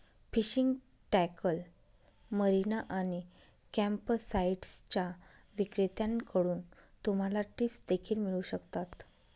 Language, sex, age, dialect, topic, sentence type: Marathi, female, 31-35, Northern Konkan, agriculture, statement